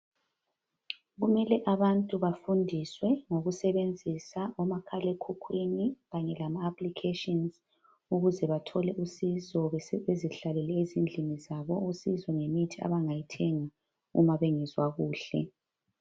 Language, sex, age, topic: North Ndebele, female, 36-49, health